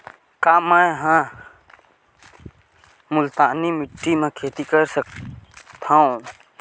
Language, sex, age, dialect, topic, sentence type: Chhattisgarhi, male, 18-24, Western/Budati/Khatahi, agriculture, question